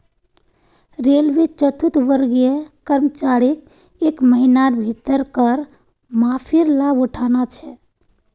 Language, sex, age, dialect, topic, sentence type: Magahi, female, 18-24, Northeastern/Surjapuri, banking, statement